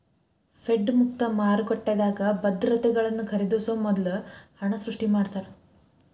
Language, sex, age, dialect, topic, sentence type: Kannada, female, 18-24, Dharwad Kannada, banking, statement